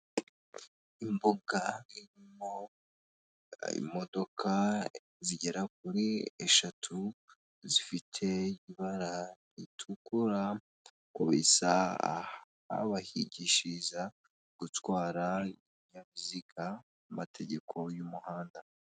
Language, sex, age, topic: Kinyarwanda, female, 18-24, government